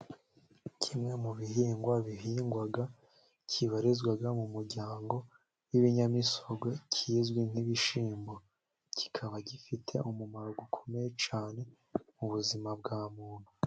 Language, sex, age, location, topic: Kinyarwanda, female, 50+, Musanze, agriculture